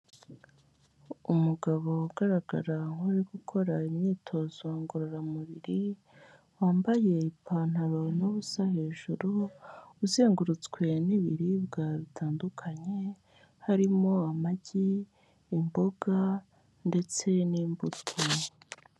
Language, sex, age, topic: Kinyarwanda, female, 18-24, health